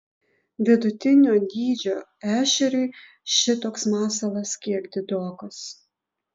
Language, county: Lithuanian, Utena